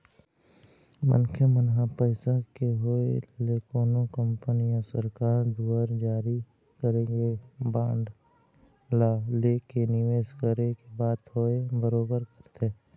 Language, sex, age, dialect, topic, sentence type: Chhattisgarhi, male, 18-24, Eastern, banking, statement